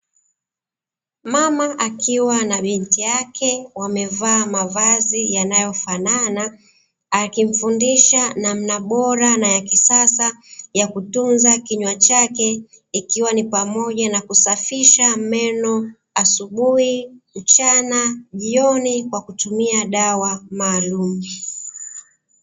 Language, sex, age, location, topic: Swahili, female, 36-49, Dar es Salaam, health